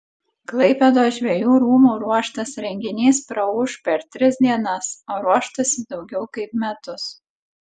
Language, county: Lithuanian, Klaipėda